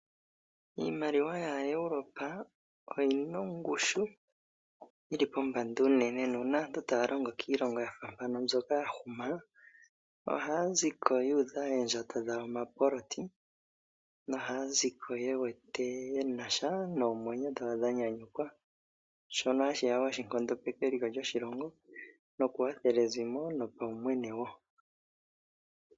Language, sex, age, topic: Oshiwambo, male, 25-35, finance